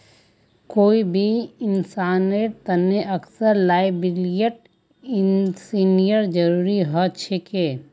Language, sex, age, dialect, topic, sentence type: Magahi, female, 18-24, Northeastern/Surjapuri, banking, statement